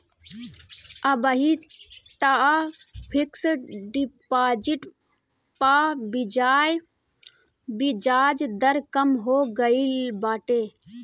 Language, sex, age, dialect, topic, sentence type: Bhojpuri, female, 31-35, Northern, banking, statement